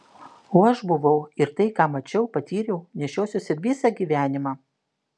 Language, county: Lithuanian, Klaipėda